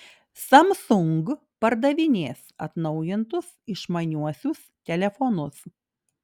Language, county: Lithuanian, Klaipėda